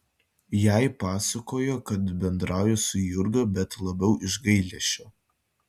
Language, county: Lithuanian, Vilnius